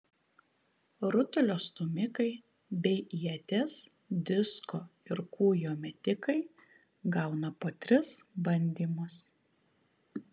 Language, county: Lithuanian, Kaunas